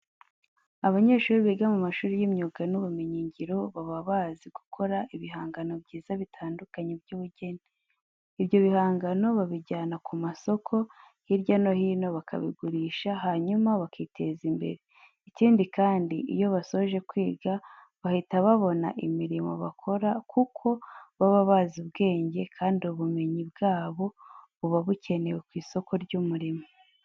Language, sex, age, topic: Kinyarwanda, female, 25-35, education